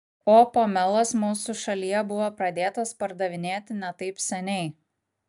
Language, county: Lithuanian, Kaunas